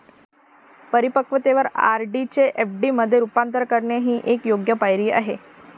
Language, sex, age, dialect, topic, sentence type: Marathi, female, 25-30, Varhadi, banking, statement